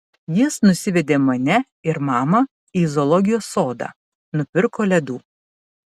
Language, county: Lithuanian, Panevėžys